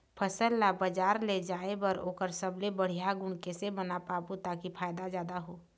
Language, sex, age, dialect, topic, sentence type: Chhattisgarhi, female, 46-50, Eastern, agriculture, question